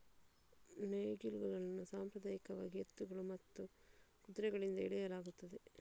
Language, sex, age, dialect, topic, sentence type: Kannada, female, 41-45, Coastal/Dakshin, agriculture, statement